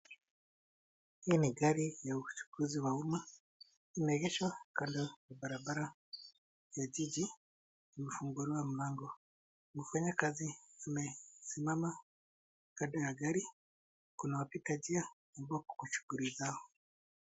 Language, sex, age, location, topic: Swahili, male, 50+, Nairobi, government